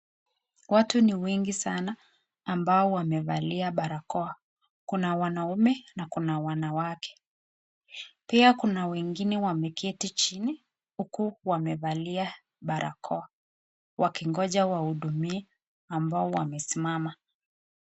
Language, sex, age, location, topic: Swahili, female, 25-35, Nakuru, government